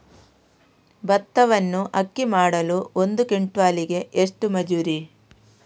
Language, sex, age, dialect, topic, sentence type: Kannada, female, 36-40, Coastal/Dakshin, agriculture, question